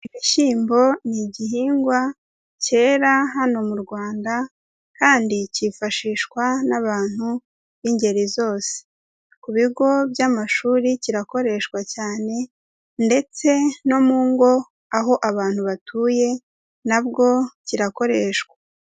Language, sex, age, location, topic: Kinyarwanda, female, 18-24, Kigali, agriculture